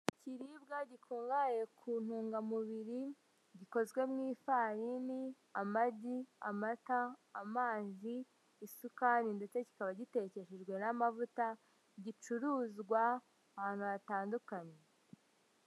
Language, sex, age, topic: Kinyarwanda, female, 18-24, finance